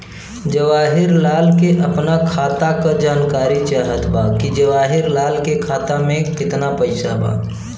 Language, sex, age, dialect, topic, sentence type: Bhojpuri, male, 25-30, Western, banking, question